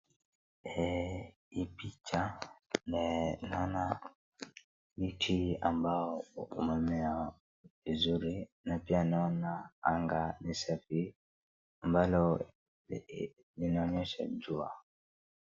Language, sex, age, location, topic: Swahili, male, 36-49, Wajir, education